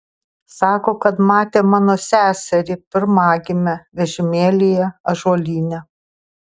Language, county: Lithuanian, Tauragė